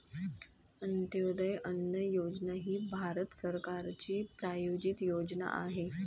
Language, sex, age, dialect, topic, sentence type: Marathi, female, 25-30, Varhadi, agriculture, statement